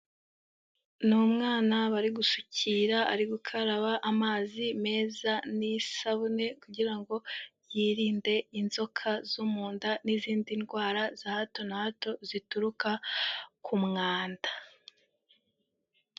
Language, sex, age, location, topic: Kinyarwanda, female, 18-24, Huye, health